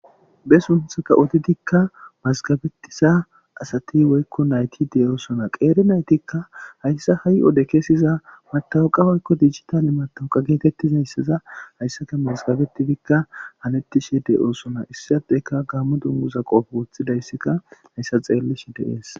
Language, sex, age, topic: Gamo, male, 25-35, government